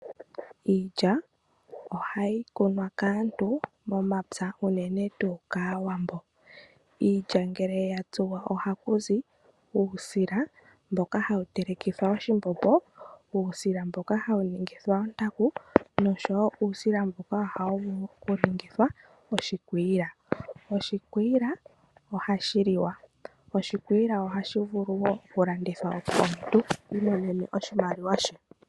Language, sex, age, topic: Oshiwambo, female, 18-24, agriculture